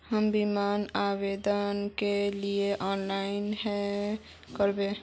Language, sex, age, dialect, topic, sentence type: Magahi, female, 41-45, Northeastern/Surjapuri, banking, question